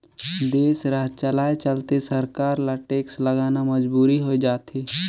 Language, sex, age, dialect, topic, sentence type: Chhattisgarhi, male, 18-24, Northern/Bhandar, banking, statement